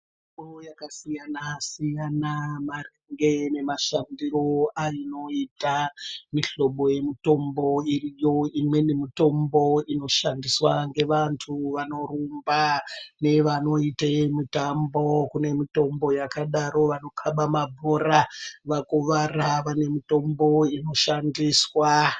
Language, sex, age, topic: Ndau, male, 18-24, health